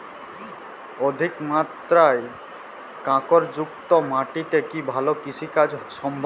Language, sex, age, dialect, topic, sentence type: Bengali, male, 18-24, Jharkhandi, agriculture, question